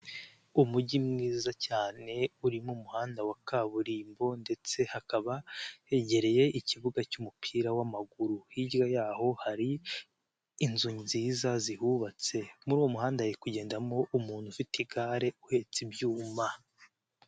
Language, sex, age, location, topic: Kinyarwanda, male, 18-24, Nyagatare, government